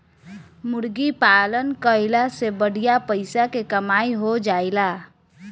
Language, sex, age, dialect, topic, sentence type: Bhojpuri, female, 18-24, Northern, agriculture, statement